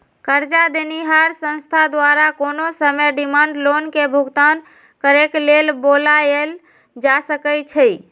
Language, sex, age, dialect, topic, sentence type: Magahi, female, 18-24, Western, banking, statement